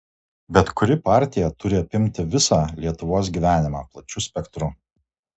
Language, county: Lithuanian, Kaunas